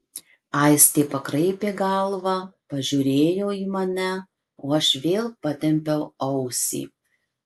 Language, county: Lithuanian, Marijampolė